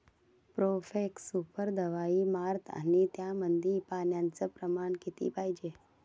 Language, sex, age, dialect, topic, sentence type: Marathi, female, 56-60, Varhadi, agriculture, question